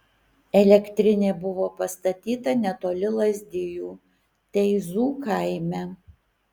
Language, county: Lithuanian, Kaunas